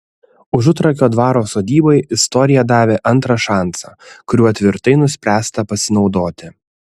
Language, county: Lithuanian, Kaunas